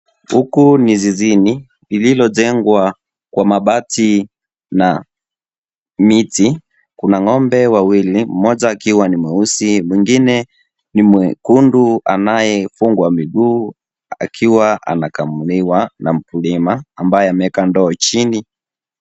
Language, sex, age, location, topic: Swahili, male, 18-24, Kisii, agriculture